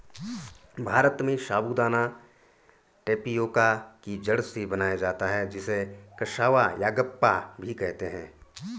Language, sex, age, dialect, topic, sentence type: Hindi, male, 31-35, Garhwali, agriculture, statement